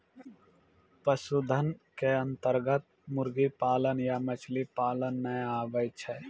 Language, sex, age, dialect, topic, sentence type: Maithili, male, 25-30, Angika, agriculture, statement